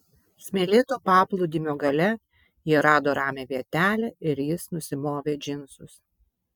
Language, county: Lithuanian, Vilnius